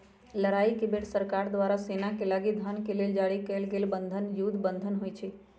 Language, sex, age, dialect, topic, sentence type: Magahi, male, 36-40, Western, banking, statement